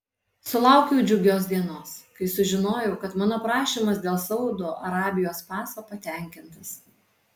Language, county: Lithuanian, Alytus